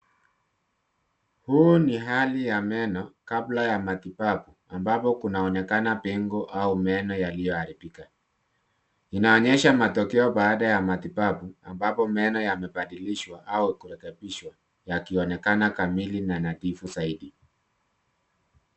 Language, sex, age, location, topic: Swahili, male, 36-49, Nairobi, health